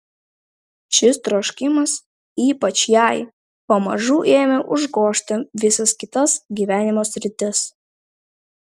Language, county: Lithuanian, Vilnius